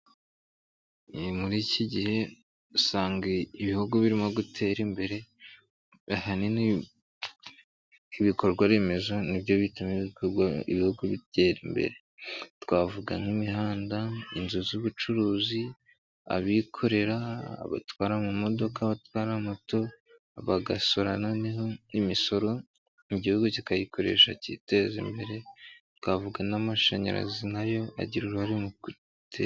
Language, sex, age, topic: Kinyarwanda, male, 18-24, finance